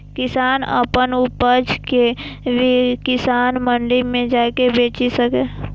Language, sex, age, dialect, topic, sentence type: Maithili, female, 18-24, Eastern / Thethi, agriculture, statement